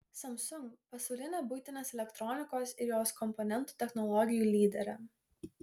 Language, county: Lithuanian, Klaipėda